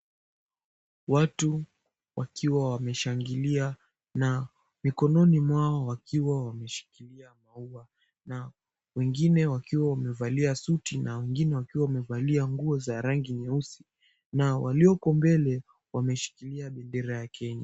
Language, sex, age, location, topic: Swahili, male, 18-24, Mombasa, government